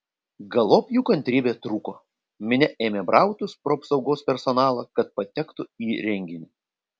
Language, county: Lithuanian, Panevėžys